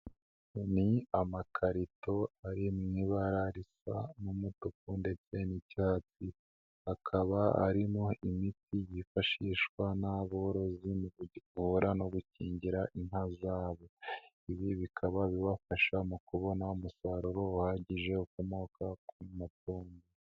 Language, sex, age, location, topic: Kinyarwanda, male, 18-24, Nyagatare, agriculture